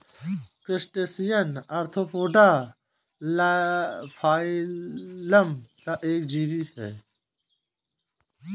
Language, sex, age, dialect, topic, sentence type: Hindi, male, 25-30, Awadhi Bundeli, agriculture, statement